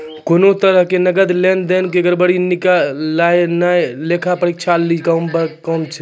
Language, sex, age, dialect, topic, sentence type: Maithili, male, 25-30, Angika, banking, statement